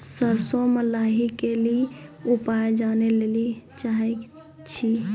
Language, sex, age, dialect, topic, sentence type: Maithili, female, 18-24, Angika, agriculture, question